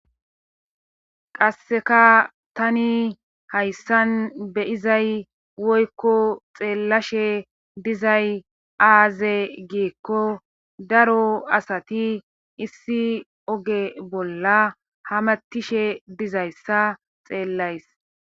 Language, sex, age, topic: Gamo, male, 25-35, government